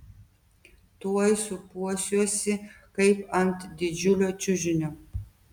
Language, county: Lithuanian, Telšiai